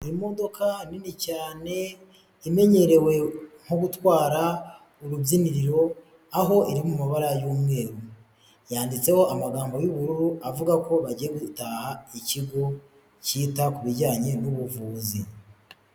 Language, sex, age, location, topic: Kinyarwanda, male, 18-24, Huye, health